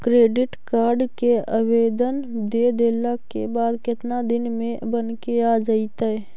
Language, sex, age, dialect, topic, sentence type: Magahi, female, 36-40, Central/Standard, banking, question